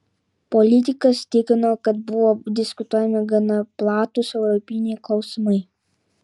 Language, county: Lithuanian, Utena